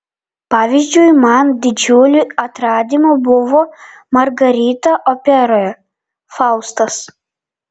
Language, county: Lithuanian, Vilnius